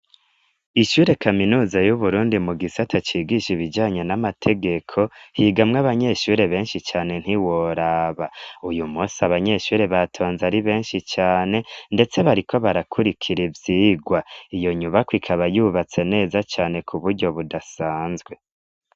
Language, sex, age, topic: Rundi, male, 25-35, education